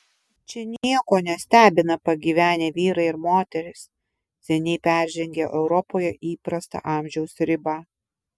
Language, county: Lithuanian, Vilnius